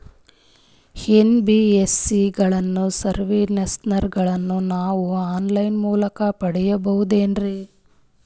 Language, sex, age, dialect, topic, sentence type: Kannada, female, 25-30, Northeastern, banking, question